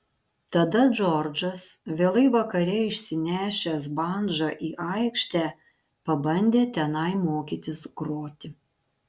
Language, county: Lithuanian, Panevėžys